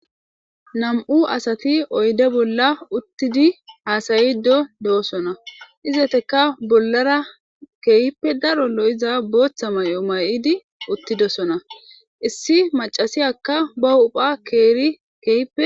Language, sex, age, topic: Gamo, female, 18-24, government